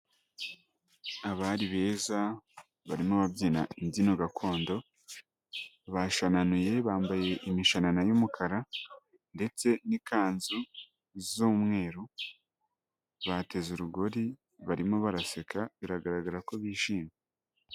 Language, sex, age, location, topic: Kinyarwanda, male, 25-35, Nyagatare, government